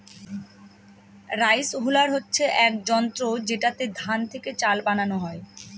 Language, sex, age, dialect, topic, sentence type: Bengali, female, 31-35, Northern/Varendri, agriculture, statement